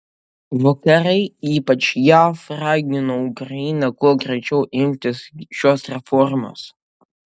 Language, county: Lithuanian, Utena